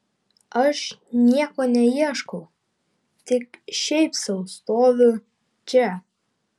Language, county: Lithuanian, Vilnius